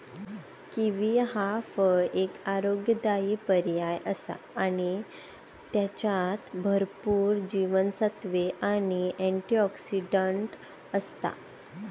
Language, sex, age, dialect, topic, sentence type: Marathi, female, 18-24, Southern Konkan, agriculture, statement